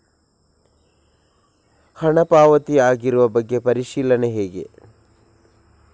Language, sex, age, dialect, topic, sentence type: Kannada, male, 56-60, Coastal/Dakshin, banking, question